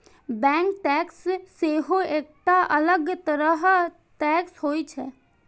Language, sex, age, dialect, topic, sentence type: Maithili, female, 51-55, Eastern / Thethi, banking, statement